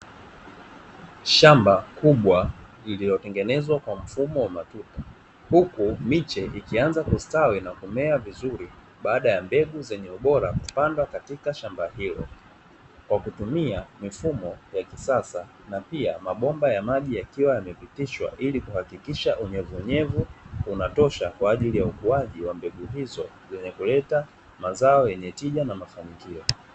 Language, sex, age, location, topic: Swahili, male, 25-35, Dar es Salaam, agriculture